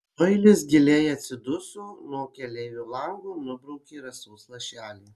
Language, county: Lithuanian, Kaunas